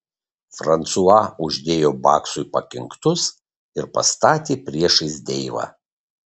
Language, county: Lithuanian, Kaunas